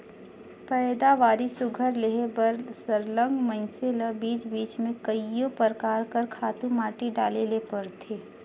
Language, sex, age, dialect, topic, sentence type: Chhattisgarhi, female, 36-40, Northern/Bhandar, agriculture, statement